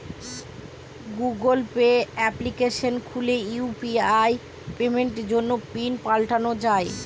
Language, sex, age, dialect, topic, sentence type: Bengali, female, 25-30, Northern/Varendri, banking, statement